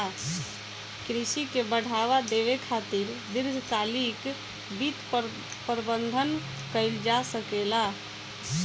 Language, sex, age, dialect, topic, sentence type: Bhojpuri, female, 18-24, Southern / Standard, banking, statement